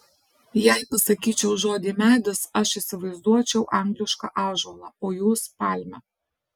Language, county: Lithuanian, Alytus